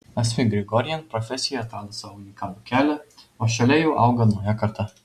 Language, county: Lithuanian, Vilnius